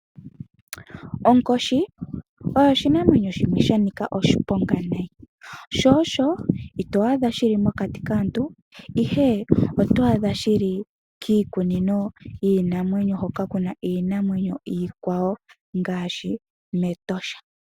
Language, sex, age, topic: Oshiwambo, female, 18-24, agriculture